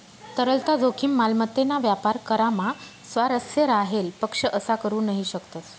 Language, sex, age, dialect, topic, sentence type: Marathi, female, 25-30, Northern Konkan, banking, statement